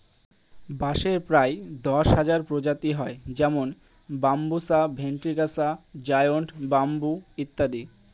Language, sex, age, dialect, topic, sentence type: Bengali, male, 18-24, Northern/Varendri, agriculture, statement